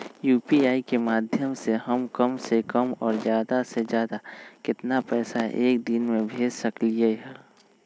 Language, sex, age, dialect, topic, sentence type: Magahi, male, 25-30, Western, banking, question